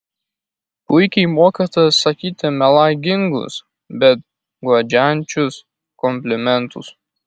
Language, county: Lithuanian, Kaunas